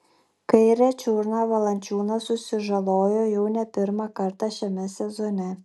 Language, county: Lithuanian, Klaipėda